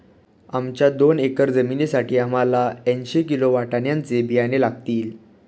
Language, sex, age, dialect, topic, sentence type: Marathi, male, 25-30, Standard Marathi, agriculture, statement